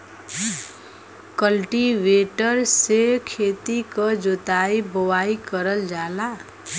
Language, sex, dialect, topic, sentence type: Bhojpuri, female, Western, agriculture, statement